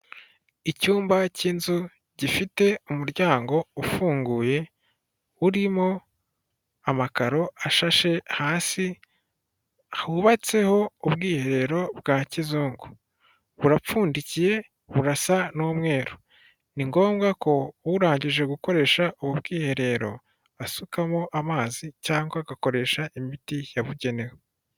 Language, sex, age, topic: Kinyarwanda, male, 18-24, finance